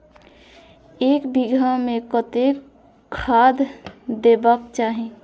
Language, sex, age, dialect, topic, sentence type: Maithili, female, 41-45, Eastern / Thethi, agriculture, question